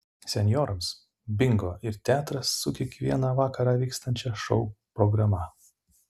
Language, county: Lithuanian, Utena